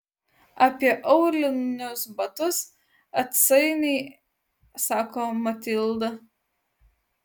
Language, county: Lithuanian, Utena